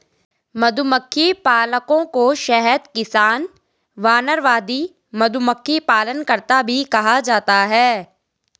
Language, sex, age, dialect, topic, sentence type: Hindi, female, 18-24, Garhwali, agriculture, statement